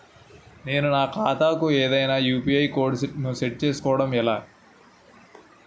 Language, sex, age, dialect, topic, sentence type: Telugu, male, 18-24, Utterandhra, banking, question